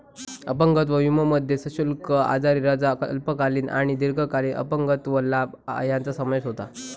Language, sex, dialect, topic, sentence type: Marathi, male, Southern Konkan, banking, statement